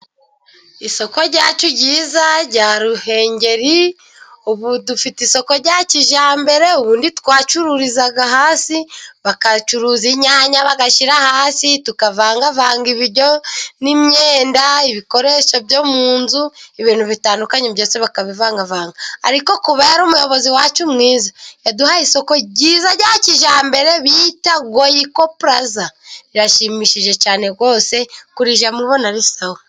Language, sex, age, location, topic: Kinyarwanda, female, 25-35, Musanze, finance